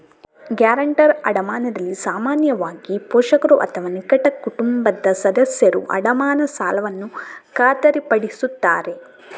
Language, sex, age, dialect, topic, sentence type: Kannada, female, 18-24, Coastal/Dakshin, banking, statement